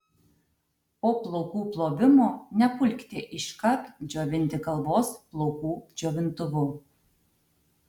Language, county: Lithuanian, Tauragė